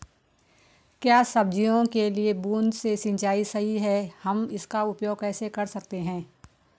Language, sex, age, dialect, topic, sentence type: Hindi, female, 18-24, Garhwali, agriculture, question